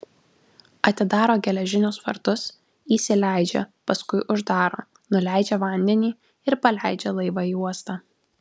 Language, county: Lithuanian, Alytus